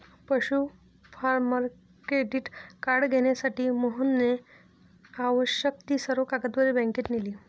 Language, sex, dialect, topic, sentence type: Marathi, female, Varhadi, agriculture, statement